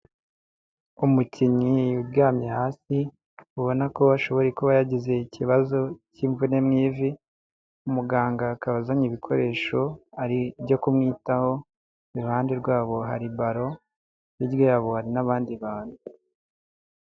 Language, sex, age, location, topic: Kinyarwanda, male, 50+, Huye, health